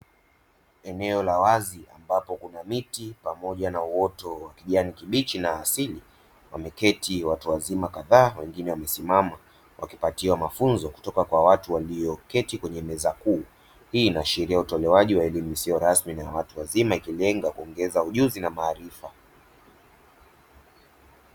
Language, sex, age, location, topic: Swahili, male, 25-35, Dar es Salaam, education